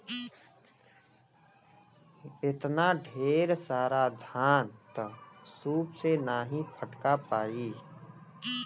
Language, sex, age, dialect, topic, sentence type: Bhojpuri, male, 18-24, Western, agriculture, statement